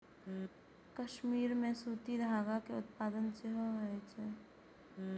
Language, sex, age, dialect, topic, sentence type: Maithili, female, 18-24, Eastern / Thethi, agriculture, statement